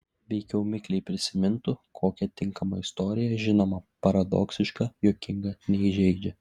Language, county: Lithuanian, Klaipėda